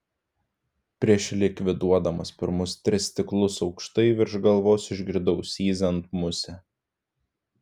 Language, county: Lithuanian, Klaipėda